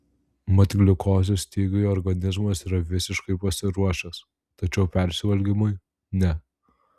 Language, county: Lithuanian, Vilnius